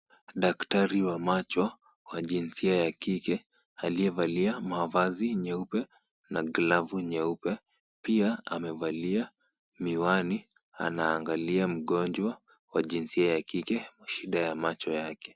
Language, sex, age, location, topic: Swahili, female, 25-35, Kisumu, health